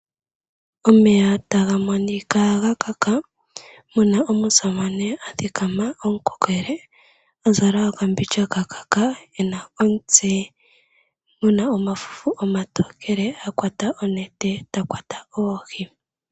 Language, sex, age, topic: Oshiwambo, female, 18-24, agriculture